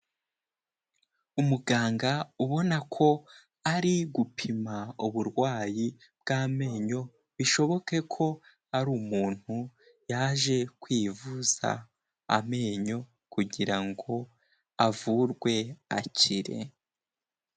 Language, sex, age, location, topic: Kinyarwanda, male, 18-24, Kigali, health